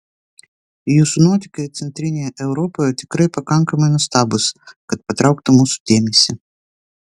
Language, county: Lithuanian, Vilnius